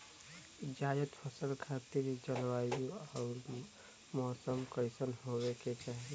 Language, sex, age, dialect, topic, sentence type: Bhojpuri, male, <18, Western, agriculture, question